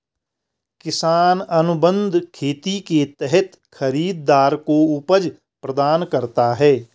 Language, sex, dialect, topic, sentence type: Hindi, male, Garhwali, agriculture, statement